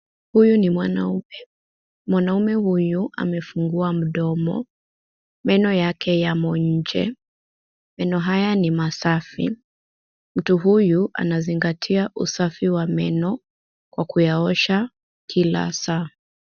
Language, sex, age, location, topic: Swahili, female, 25-35, Nairobi, health